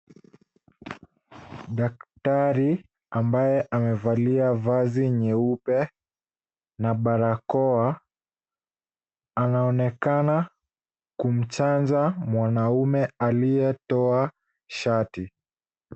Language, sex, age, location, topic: Swahili, male, 18-24, Nairobi, health